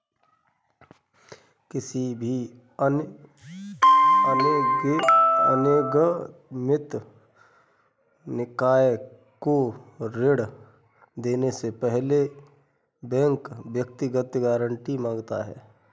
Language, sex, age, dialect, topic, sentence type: Hindi, male, 31-35, Kanauji Braj Bhasha, banking, statement